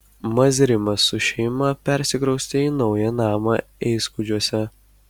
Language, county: Lithuanian, Kaunas